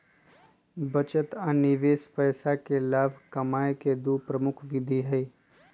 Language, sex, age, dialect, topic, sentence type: Magahi, male, 25-30, Western, banking, statement